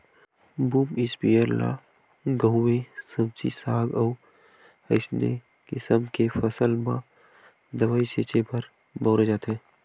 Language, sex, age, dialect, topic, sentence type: Chhattisgarhi, male, 18-24, Western/Budati/Khatahi, agriculture, statement